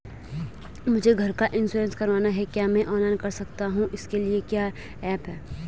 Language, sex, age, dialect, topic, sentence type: Hindi, female, 18-24, Garhwali, banking, question